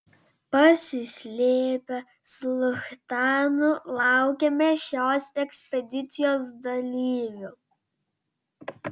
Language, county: Lithuanian, Vilnius